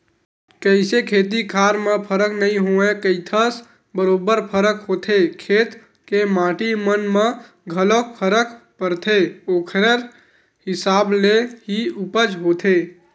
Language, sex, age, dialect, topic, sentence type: Chhattisgarhi, male, 18-24, Western/Budati/Khatahi, agriculture, statement